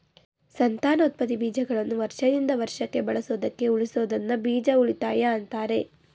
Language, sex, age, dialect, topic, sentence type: Kannada, female, 18-24, Mysore Kannada, agriculture, statement